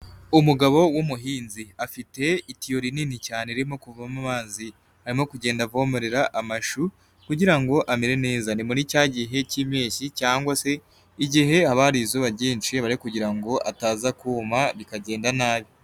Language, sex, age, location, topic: Kinyarwanda, male, 18-24, Nyagatare, agriculture